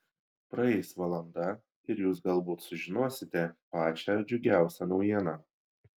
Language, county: Lithuanian, Šiauliai